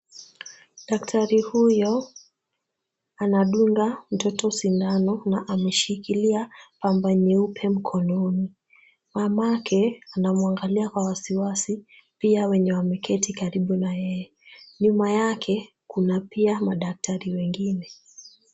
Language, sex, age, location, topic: Swahili, female, 36-49, Kisumu, health